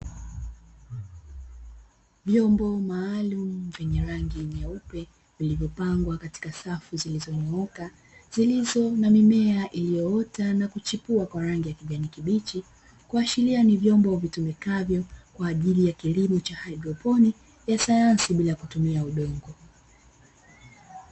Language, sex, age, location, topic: Swahili, female, 25-35, Dar es Salaam, agriculture